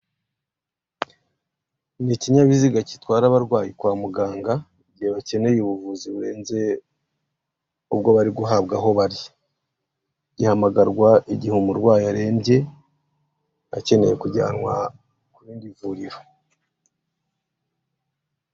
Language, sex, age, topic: Kinyarwanda, male, 36-49, government